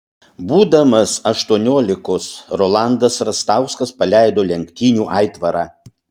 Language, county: Lithuanian, Utena